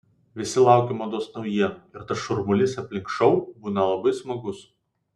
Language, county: Lithuanian, Vilnius